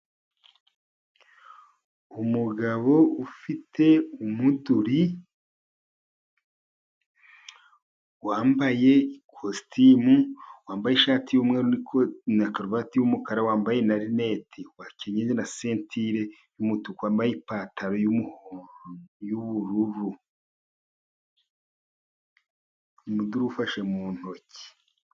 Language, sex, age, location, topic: Kinyarwanda, male, 50+, Musanze, government